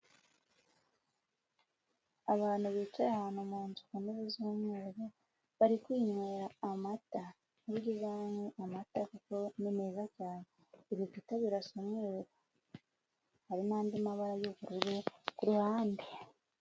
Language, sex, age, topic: Kinyarwanda, female, 18-24, finance